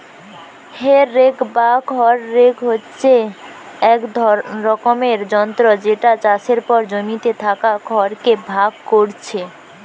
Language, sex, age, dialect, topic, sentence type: Bengali, female, 18-24, Western, agriculture, statement